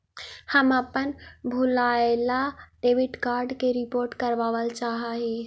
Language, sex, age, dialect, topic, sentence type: Magahi, female, 56-60, Central/Standard, banking, statement